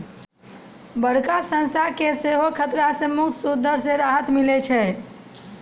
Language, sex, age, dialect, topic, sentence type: Maithili, female, 31-35, Angika, banking, statement